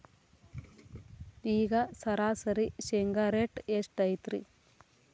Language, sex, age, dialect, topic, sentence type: Kannada, female, 36-40, Dharwad Kannada, agriculture, question